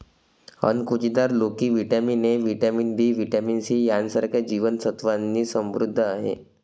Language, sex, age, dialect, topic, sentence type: Marathi, male, 25-30, Varhadi, agriculture, statement